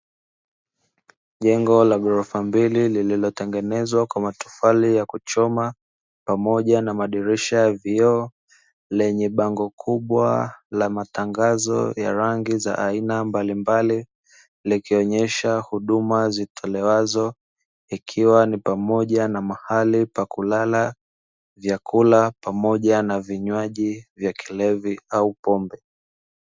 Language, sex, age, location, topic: Swahili, male, 25-35, Dar es Salaam, finance